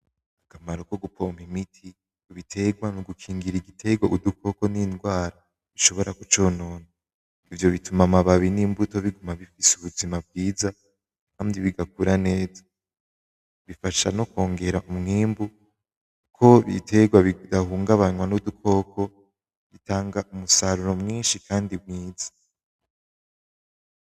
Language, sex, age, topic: Rundi, male, 18-24, agriculture